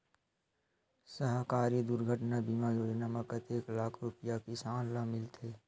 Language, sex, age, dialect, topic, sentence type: Chhattisgarhi, male, 25-30, Western/Budati/Khatahi, agriculture, question